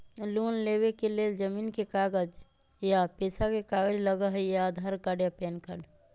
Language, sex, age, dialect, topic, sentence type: Magahi, female, 25-30, Western, banking, question